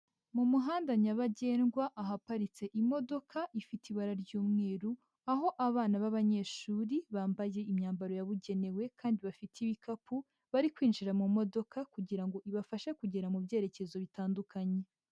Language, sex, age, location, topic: Kinyarwanda, male, 18-24, Huye, education